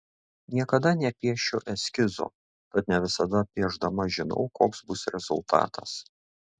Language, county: Lithuanian, Šiauliai